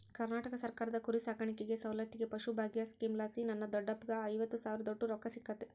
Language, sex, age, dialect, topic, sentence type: Kannada, female, 25-30, Central, agriculture, statement